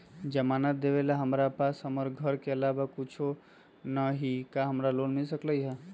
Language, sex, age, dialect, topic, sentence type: Magahi, male, 25-30, Western, banking, question